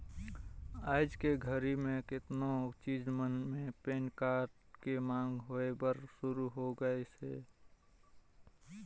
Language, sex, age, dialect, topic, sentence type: Chhattisgarhi, male, 18-24, Northern/Bhandar, banking, statement